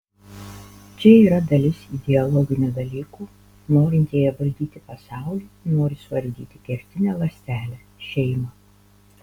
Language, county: Lithuanian, Panevėžys